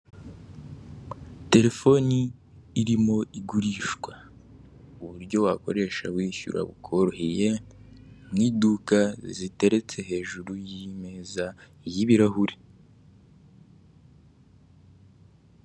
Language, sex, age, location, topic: Kinyarwanda, male, 18-24, Kigali, finance